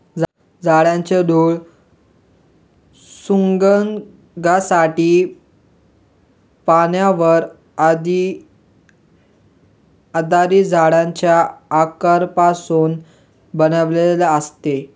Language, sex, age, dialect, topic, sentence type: Marathi, male, 18-24, Northern Konkan, agriculture, statement